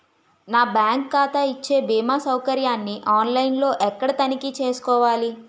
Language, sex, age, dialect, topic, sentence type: Telugu, female, 18-24, Utterandhra, banking, question